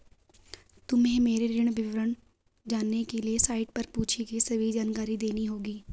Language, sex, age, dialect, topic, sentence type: Hindi, female, 41-45, Garhwali, banking, statement